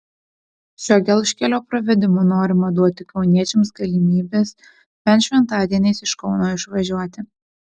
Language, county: Lithuanian, Utena